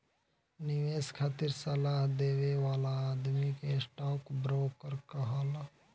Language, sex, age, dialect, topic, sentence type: Bhojpuri, male, 18-24, Southern / Standard, banking, statement